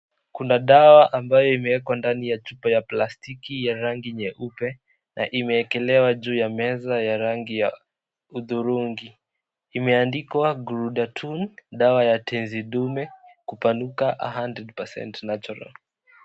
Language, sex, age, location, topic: Swahili, male, 18-24, Kisii, health